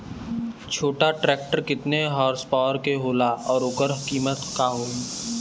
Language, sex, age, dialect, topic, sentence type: Bhojpuri, male, 18-24, Western, agriculture, question